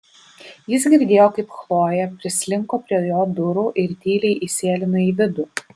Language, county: Lithuanian, Vilnius